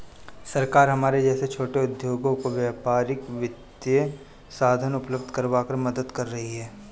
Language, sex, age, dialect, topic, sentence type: Hindi, male, 25-30, Marwari Dhudhari, banking, statement